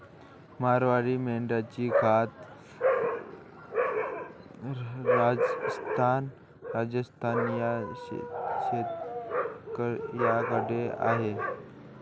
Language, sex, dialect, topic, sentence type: Marathi, male, Varhadi, agriculture, statement